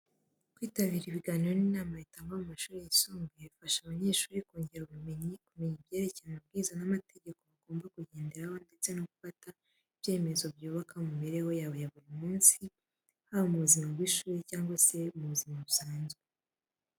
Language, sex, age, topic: Kinyarwanda, female, 18-24, education